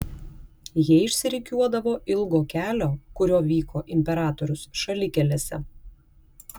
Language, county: Lithuanian, Klaipėda